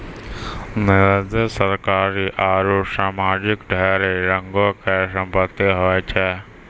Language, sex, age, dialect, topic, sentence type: Maithili, male, 60-100, Angika, banking, statement